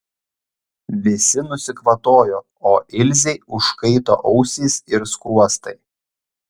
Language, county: Lithuanian, Šiauliai